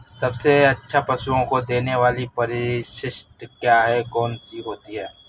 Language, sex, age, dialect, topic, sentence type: Hindi, female, 18-24, Awadhi Bundeli, agriculture, question